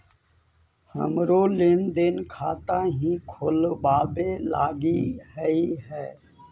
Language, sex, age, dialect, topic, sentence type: Magahi, male, 41-45, Central/Standard, banking, statement